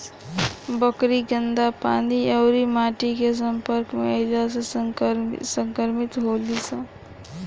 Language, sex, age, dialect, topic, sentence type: Bhojpuri, female, <18, Southern / Standard, agriculture, statement